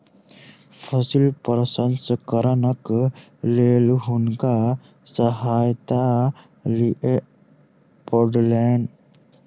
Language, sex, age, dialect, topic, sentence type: Maithili, male, 18-24, Southern/Standard, agriculture, statement